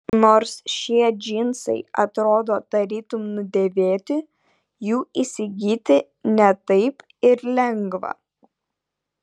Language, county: Lithuanian, Vilnius